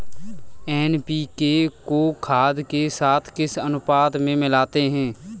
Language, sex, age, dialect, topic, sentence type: Hindi, male, 18-24, Kanauji Braj Bhasha, agriculture, question